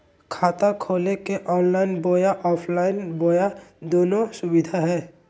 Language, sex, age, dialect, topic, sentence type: Magahi, male, 25-30, Southern, banking, question